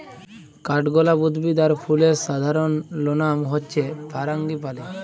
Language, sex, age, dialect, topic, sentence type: Bengali, male, 25-30, Jharkhandi, agriculture, statement